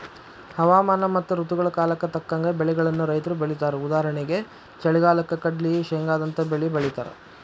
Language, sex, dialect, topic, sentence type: Kannada, male, Dharwad Kannada, agriculture, statement